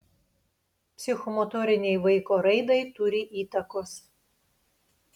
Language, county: Lithuanian, Panevėžys